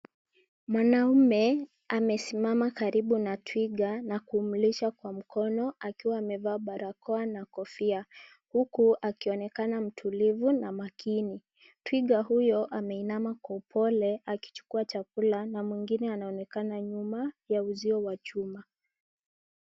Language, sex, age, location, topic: Swahili, female, 25-35, Nairobi, government